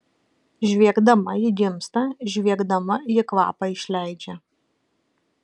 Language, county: Lithuanian, Kaunas